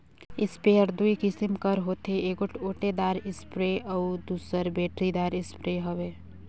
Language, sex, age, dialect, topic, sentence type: Chhattisgarhi, female, 25-30, Northern/Bhandar, agriculture, statement